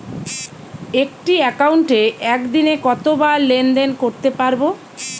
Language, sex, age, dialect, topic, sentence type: Bengali, female, 46-50, Western, banking, question